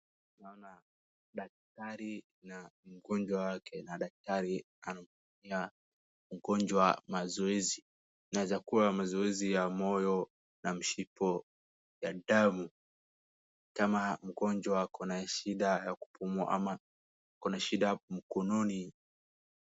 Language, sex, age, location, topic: Swahili, male, 18-24, Wajir, health